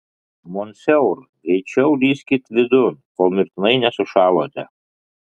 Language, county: Lithuanian, Kaunas